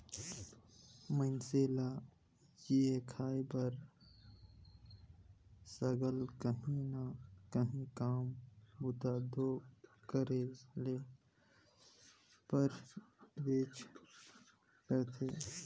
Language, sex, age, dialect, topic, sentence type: Chhattisgarhi, male, 25-30, Northern/Bhandar, agriculture, statement